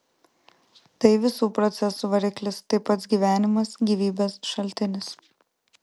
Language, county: Lithuanian, Vilnius